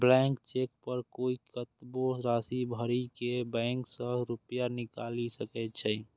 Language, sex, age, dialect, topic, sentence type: Maithili, male, 18-24, Eastern / Thethi, banking, statement